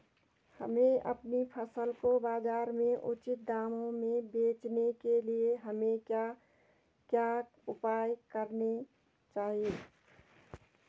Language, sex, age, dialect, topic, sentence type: Hindi, female, 46-50, Garhwali, agriculture, question